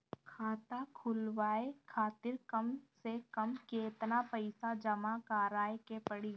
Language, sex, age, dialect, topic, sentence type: Bhojpuri, female, 36-40, Northern, banking, question